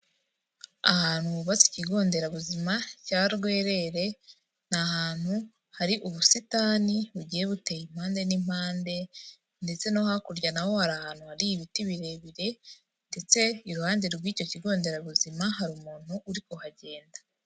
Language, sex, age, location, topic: Kinyarwanda, female, 18-24, Kigali, health